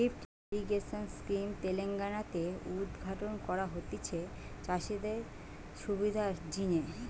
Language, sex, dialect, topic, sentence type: Bengali, female, Western, agriculture, statement